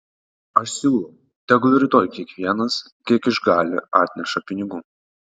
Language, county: Lithuanian, Panevėžys